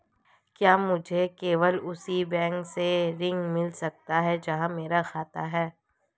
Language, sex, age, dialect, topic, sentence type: Hindi, female, 25-30, Marwari Dhudhari, banking, question